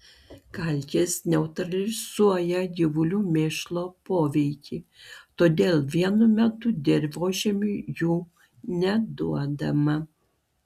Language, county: Lithuanian, Klaipėda